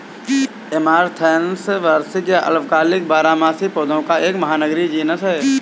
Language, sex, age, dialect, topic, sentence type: Hindi, male, 18-24, Awadhi Bundeli, agriculture, statement